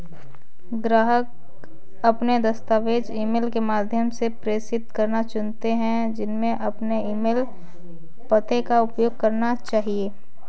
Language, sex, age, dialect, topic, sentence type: Hindi, female, 18-24, Kanauji Braj Bhasha, banking, statement